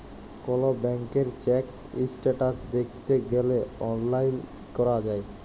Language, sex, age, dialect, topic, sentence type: Bengali, male, 25-30, Jharkhandi, banking, statement